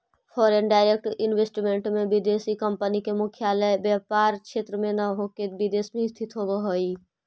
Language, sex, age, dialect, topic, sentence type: Magahi, female, 25-30, Central/Standard, banking, statement